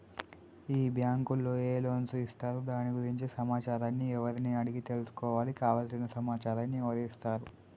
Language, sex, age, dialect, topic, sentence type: Telugu, male, 18-24, Telangana, banking, question